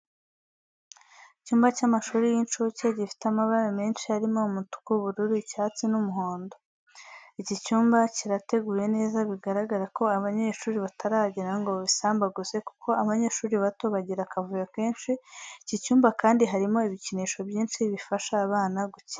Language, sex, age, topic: Kinyarwanda, female, 18-24, education